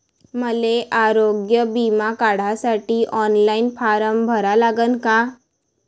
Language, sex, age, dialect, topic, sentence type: Marathi, female, 25-30, Varhadi, banking, question